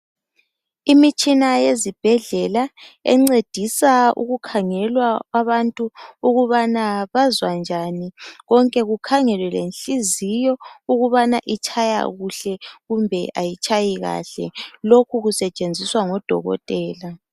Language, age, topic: North Ndebele, 25-35, health